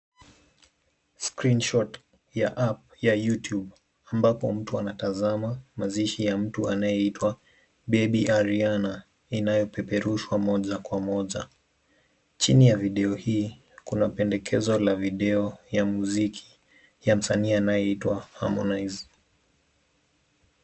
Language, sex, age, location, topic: Swahili, male, 18-24, Nairobi, finance